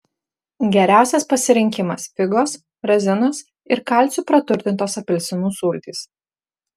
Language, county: Lithuanian, Marijampolė